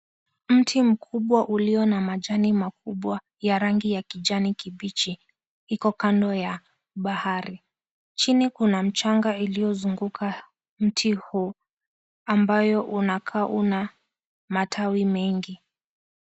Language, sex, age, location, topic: Swahili, female, 18-24, Mombasa, agriculture